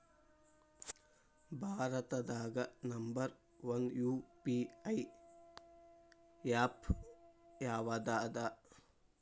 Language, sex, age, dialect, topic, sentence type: Kannada, male, 18-24, Dharwad Kannada, banking, statement